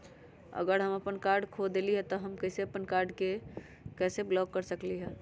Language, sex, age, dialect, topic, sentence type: Magahi, female, 31-35, Western, banking, question